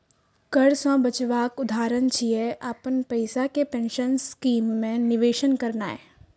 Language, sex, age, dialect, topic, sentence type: Maithili, female, 18-24, Eastern / Thethi, banking, statement